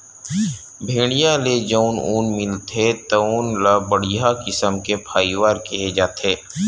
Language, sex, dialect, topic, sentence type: Chhattisgarhi, male, Western/Budati/Khatahi, agriculture, statement